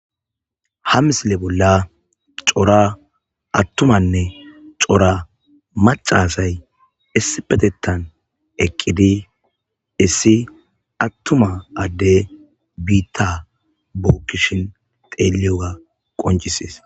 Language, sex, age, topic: Gamo, male, 25-35, agriculture